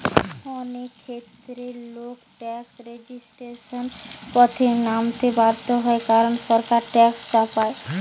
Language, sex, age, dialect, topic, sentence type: Bengali, female, 18-24, Western, banking, statement